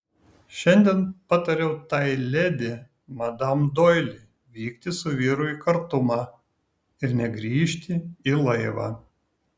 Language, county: Lithuanian, Kaunas